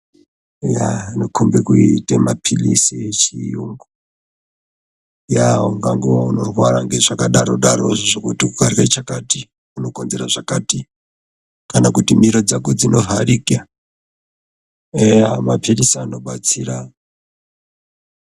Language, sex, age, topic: Ndau, male, 36-49, health